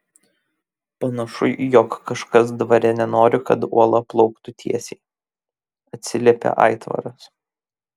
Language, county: Lithuanian, Kaunas